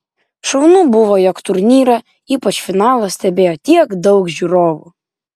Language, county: Lithuanian, Vilnius